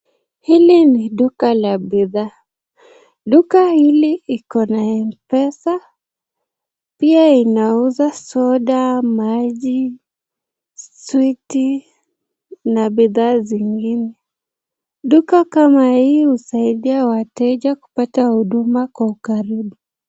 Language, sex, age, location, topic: Swahili, female, 25-35, Nakuru, finance